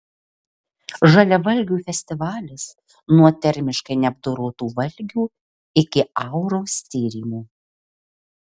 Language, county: Lithuanian, Marijampolė